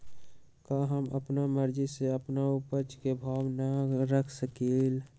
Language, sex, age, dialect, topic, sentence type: Magahi, male, 18-24, Western, agriculture, question